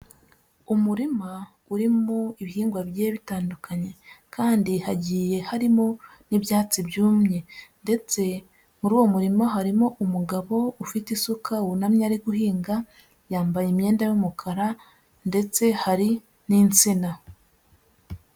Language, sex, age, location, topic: Kinyarwanda, female, 18-24, Huye, agriculture